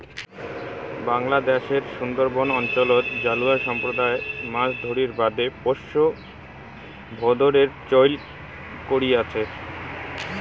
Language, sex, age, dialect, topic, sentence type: Bengali, male, 18-24, Rajbangshi, agriculture, statement